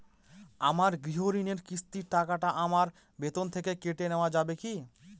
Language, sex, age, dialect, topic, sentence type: Bengali, male, 25-30, Northern/Varendri, banking, question